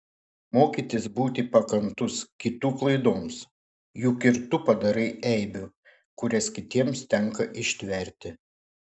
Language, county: Lithuanian, Šiauliai